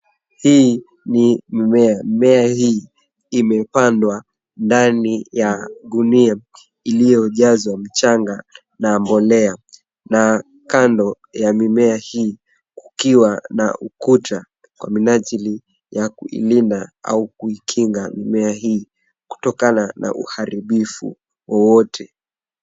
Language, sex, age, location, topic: Swahili, male, 18-24, Nairobi, agriculture